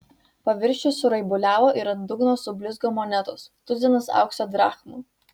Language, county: Lithuanian, Vilnius